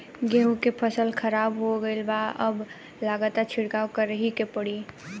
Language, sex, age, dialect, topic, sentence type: Bhojpuri, female, 18-24, Southern / Standard, agriculture, statement